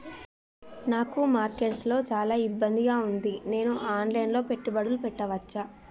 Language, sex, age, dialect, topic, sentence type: Telugu, female, 25-30, Telangana, banking, question